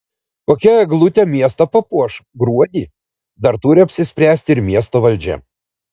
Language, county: Lithuanian, Vilnius